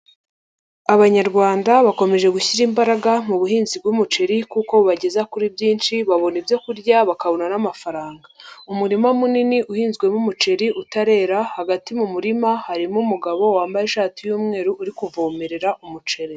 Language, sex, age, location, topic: Kinyarwanda, male, 50+, Nyagatare, agriculture